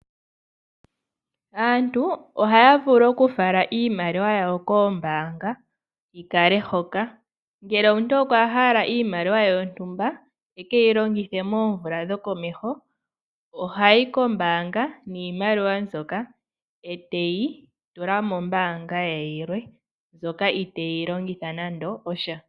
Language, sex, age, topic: Oshiwambo, female, 18-24, finance